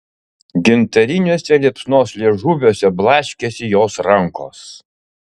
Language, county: Lithuanian, Utena